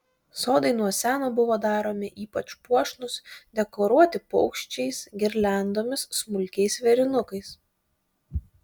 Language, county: Lithuanian, Kaunas